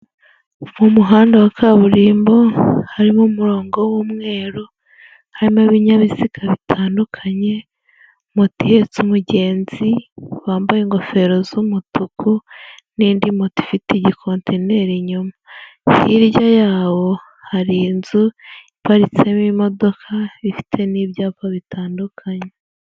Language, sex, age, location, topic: Kinyarwanda, female, 18-24, Huye, government